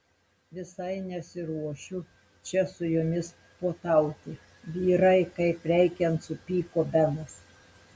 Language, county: Lithuanian, Telšiai